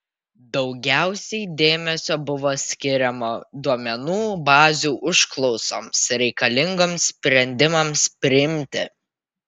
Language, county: Lithuanian, Vilnius